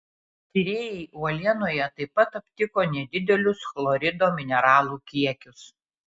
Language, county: Lithuanian, Kaunas